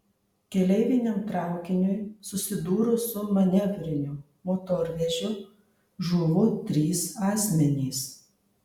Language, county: Lithuanian, Marijampolė